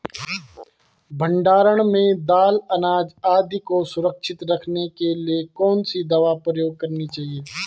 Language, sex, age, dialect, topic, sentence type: Hindi, male, 18-24, Garhwali, agriculture, question